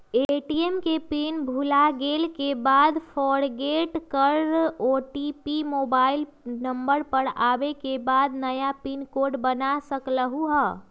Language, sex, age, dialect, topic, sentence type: Magahi, female, 25-30, Western, banking, question